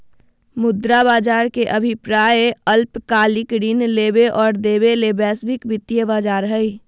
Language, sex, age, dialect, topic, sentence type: Magahi, female, 25-30, Southern, banking, statement